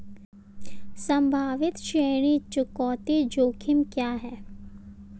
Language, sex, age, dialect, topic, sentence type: Hindi, female, 25-30, Marwari Dhudhari, banking, question